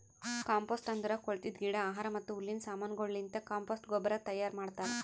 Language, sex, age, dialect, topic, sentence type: Kannada, female, 18-24, Northeastern, agriculture, statement